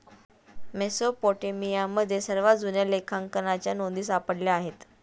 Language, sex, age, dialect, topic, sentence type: Marathi, female, 31-35, Standard Marathi, banking, statement